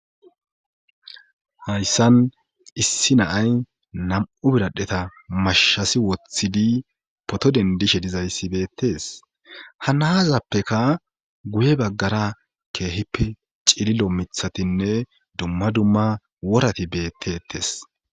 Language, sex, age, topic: Gamo, male, 18-24, government